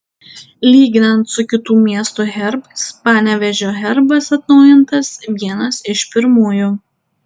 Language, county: Lithuanian, Tauragė